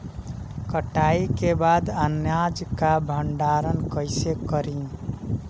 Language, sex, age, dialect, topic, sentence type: Bhojpuri, male, 18-24, Northern, agriculture, statement